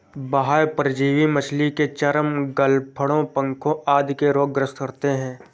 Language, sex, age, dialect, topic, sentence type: Hindi, male, 46-50, Awadhi Bundeli, agriculture, statement